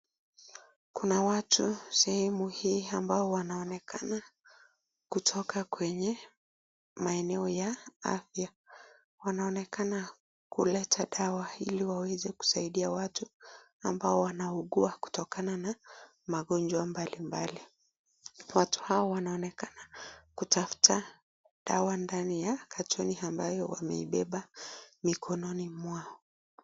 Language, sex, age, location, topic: Swahili, female, 25-35, Nakuru, health